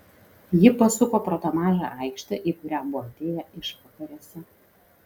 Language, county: Lithuanian, Kaunas